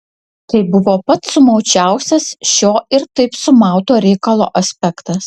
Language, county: Lithuanian, Utena